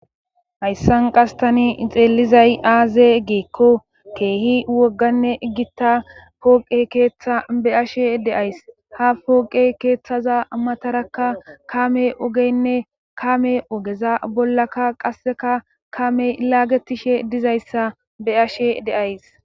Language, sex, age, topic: Gamo, female, 18-24, government